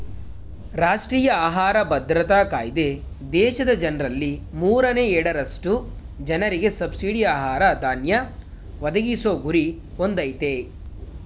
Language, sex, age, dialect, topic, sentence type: Kannada, male, 18-24, Mysore Kannada, agriculture, statement